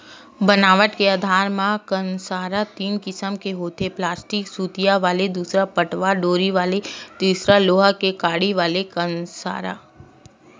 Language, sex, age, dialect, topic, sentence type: Chhattisgarhi, female, 25-30, Western/Budati/Khatahi, agriculture, statement